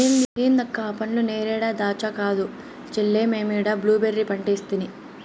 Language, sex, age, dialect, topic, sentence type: Telugu, female, 18-24, Southern, agriculture, statement